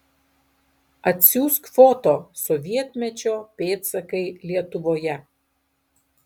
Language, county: Lithuanian, Alytus